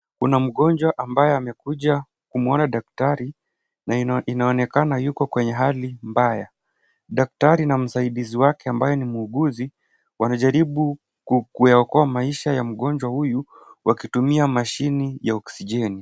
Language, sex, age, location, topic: Swahili, male, 18-24, Kisumu, health